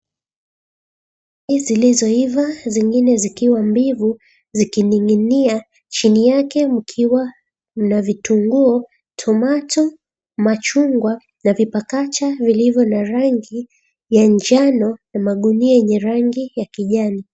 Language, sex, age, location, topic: Swahili, female, 25-35, Mombasa, agriculture